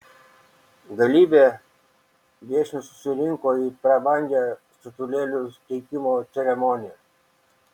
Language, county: Lithuanian, Šiauliai